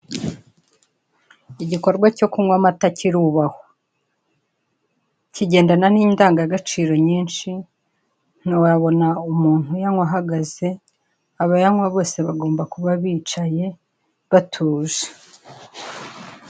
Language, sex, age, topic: Kinyarwanda, female, 36-49, finance